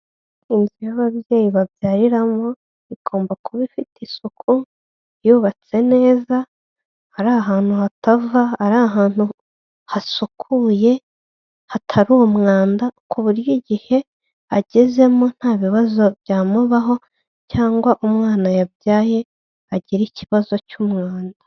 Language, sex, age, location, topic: Kinyarwanda, female, 25-35, Kigali, health